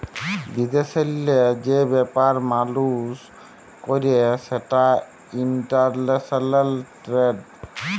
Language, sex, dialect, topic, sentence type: Bengali, male, Jharkhandi, banking, statement